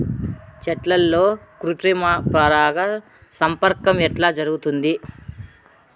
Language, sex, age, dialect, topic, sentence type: Telugu, female, 36-40, Southern, agriculture, question